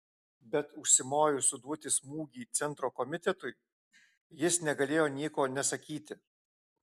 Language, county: Lithuanian, Alytus